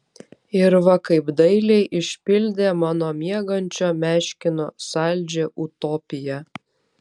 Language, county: Lithuanian, Vilnius